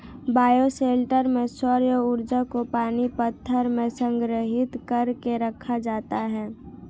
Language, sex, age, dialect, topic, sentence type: Hindi, female, 18-24, Marwari Dhudhari, agriculture, statement